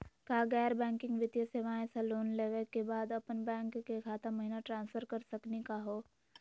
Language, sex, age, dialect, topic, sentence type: Magahi, female, 25-30, Southern, banking, question